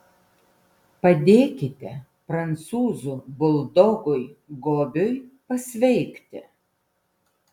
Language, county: Lithuanian, Vilnius